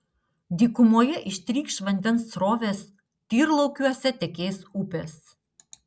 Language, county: Lithuanian, Utena